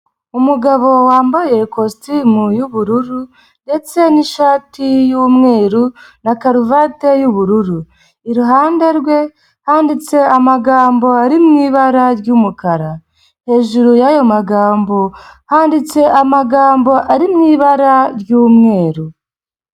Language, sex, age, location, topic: Kinyarwanda, female, 25-35, Kigali, health